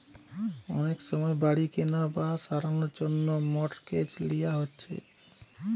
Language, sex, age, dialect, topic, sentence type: Bengali, male, 31-35, Western, banking, statement